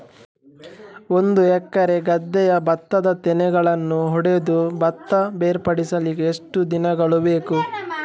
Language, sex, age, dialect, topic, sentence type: Kannada, male, 18-24, Coastal/Dakshin, agriculture, question